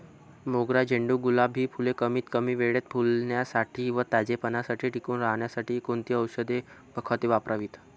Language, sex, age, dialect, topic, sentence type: Marathi, male, 25-30, Northern Konkan, agriculture, question